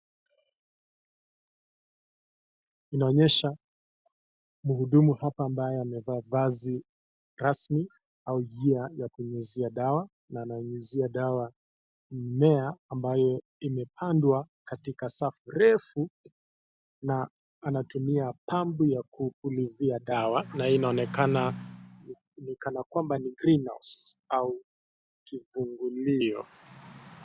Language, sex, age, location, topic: Swahili, male, 25-35, Kisii, health